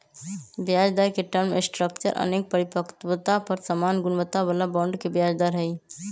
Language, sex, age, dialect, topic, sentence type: Magahi, female, 18-24, Western, banking, statement